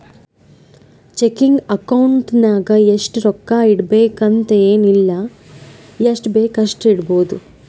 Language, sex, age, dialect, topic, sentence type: Kannada, male, 25-30, Northeastern, banking, statement